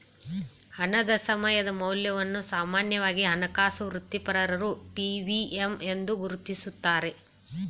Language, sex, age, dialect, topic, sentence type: Kannada, female, 36-40, Mysore Kannada, banking, statement